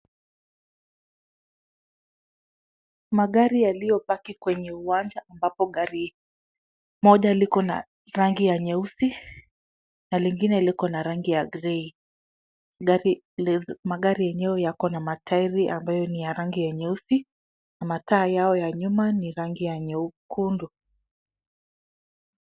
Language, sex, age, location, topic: Swahili, female, 25-35, Kisumu, finance